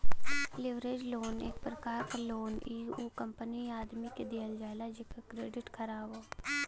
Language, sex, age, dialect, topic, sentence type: Bhojpuri, female, 18-24, Western, banking, statement